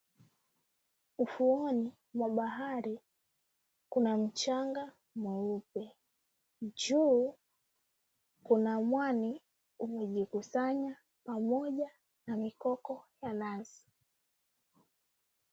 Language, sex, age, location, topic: Swahili, female, 36-49, Mombasa, agriculture